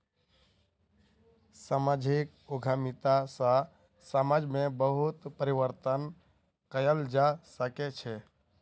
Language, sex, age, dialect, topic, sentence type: Maithili, male, 18-24, Southern/Standard, banking, statement